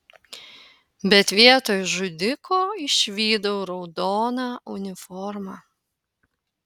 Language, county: Lithuanian, Panevėžys